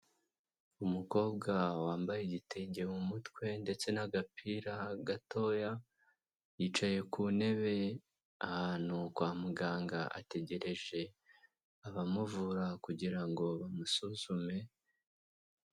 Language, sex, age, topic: Kinyarwanda, male, 18-24, health